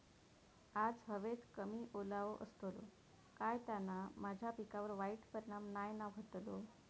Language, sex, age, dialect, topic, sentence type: Marathi, female, 18-24, Southern Konkan, agriculture, question